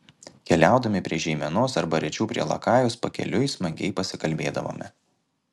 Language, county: Lithuanian, Kaunas